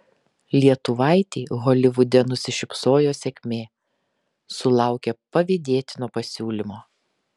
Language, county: Lithuanian, Kaunas